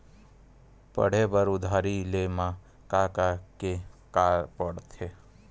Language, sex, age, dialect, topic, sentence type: Chhattisgarhi, male, 31-35, Western/Budati/Khatahi, banking, question